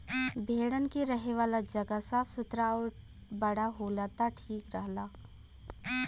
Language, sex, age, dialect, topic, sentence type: Bhojpuri, female, 25-30, Western, agriculture, statement